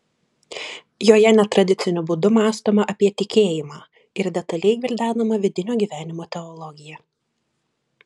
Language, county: Lithuanian, Klaipėda